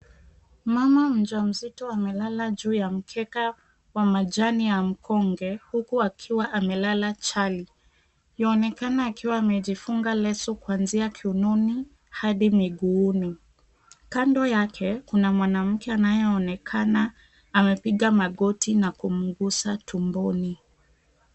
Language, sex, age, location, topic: Swahili, female, 25-35, Mombasa, health